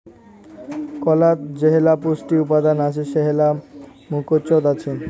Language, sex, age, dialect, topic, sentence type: Bengali, male, 18-24, Rajbangshi, agriculture, statement